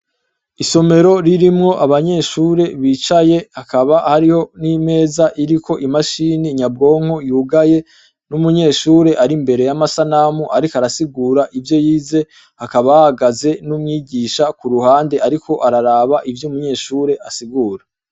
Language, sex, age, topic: Rundi, male, 25-35, education